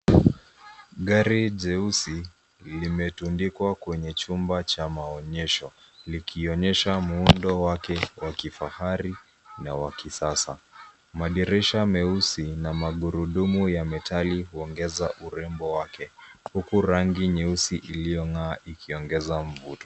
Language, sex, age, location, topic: Swahili, male, 25-35, Nairobi, finance